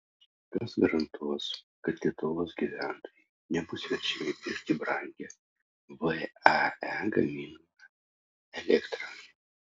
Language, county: Lithuanian, Utena